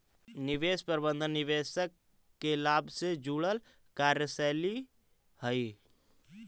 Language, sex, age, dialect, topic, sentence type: Magahi, male, 18-24, Central/Standard, banking, statement